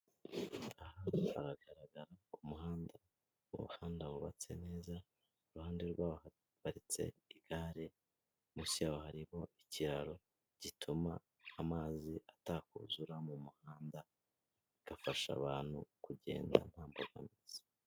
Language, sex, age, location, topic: Kinyarwanda, male, 25-35, Kigali, government